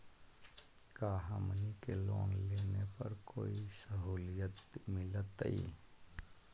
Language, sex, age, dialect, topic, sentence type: Magahi, male, 25-30, Southern, banking, question